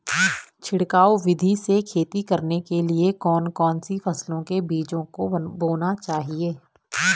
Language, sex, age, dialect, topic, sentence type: Hindi, female, 25-30, Garhwali, agriculture, question